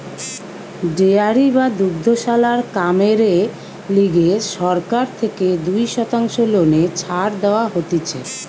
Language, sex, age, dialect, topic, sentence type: Bengali, female, 46-50, Western, agriculture, statement